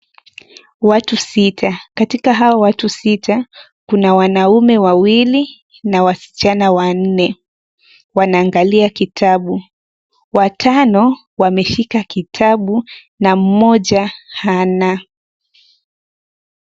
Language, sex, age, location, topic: Swahili, female, 18-24, Nairobi, education